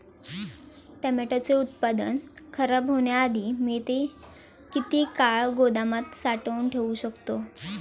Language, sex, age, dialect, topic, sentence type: Marathi, female, 18-24, Standard Marathi, agriculture, question